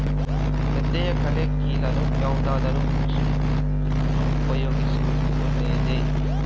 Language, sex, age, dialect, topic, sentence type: Kannada, male, 41-45, Coastal/Dakshin, agriculture, question